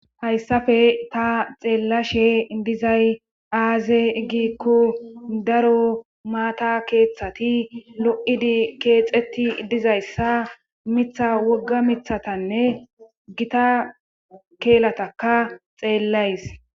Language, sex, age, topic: Gamo, female, 36-49, government